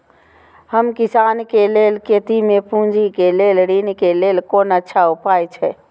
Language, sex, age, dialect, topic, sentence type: Maithili, female, 25-30, Eastern / Thethi, agriculture, question